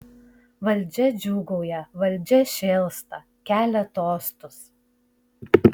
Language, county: Lithuanian, Šiauliai